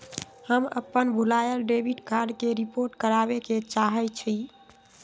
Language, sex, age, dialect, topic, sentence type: Magahi, female, 31-35, Western, banking, statement